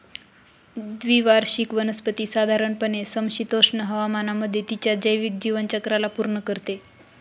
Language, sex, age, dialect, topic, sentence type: Marathi, female, 25-30, Northern Konkan, agriculture, statement